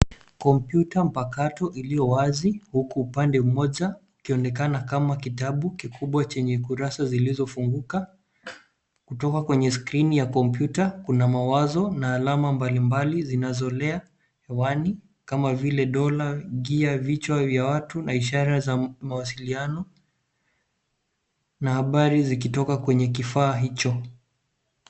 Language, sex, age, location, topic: Swahili, male, 25-35, Nairobi, education